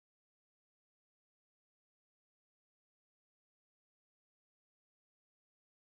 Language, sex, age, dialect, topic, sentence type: Maithili, female, 18-24, Angika, banking, statement